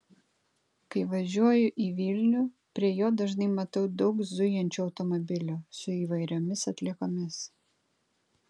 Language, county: Lithuanian, Kaunas